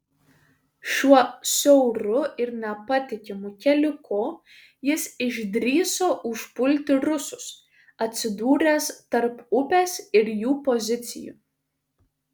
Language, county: Lithuanian, Šiauliai